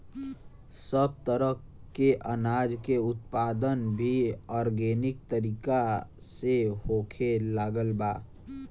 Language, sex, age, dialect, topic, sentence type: Bhojpuri, male, 18-24, Western, agriculture, statement